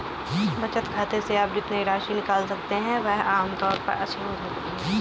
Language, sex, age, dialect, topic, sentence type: Hindi, female, 31-35, Kanauji Braj Bhasha, banking, statement